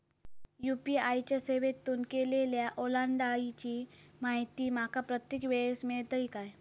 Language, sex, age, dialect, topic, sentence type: Marathi, female, 18-24, Southern Konkan, banking, question